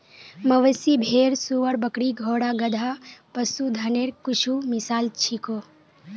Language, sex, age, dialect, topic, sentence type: Magahi, female, 18-24, Northeastern/Surjapuri, agriculture, statement